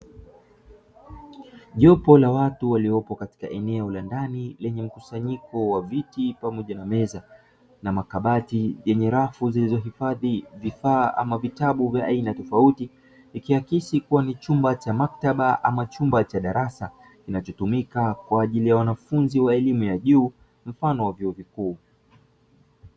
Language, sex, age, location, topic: Swahili, male, 25-35, Dar es Salaam, education